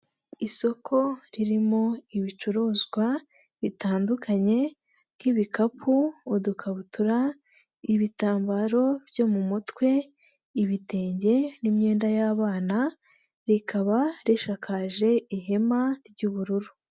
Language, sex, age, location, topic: Kinyarwanda, female, 18-24, Nyagatare, finance